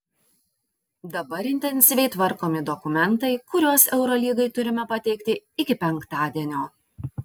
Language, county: Lithuanian, Vilnius